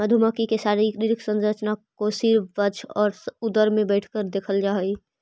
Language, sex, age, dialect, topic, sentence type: Magahi, female, 25-30, Central/Standard, agriculture, statement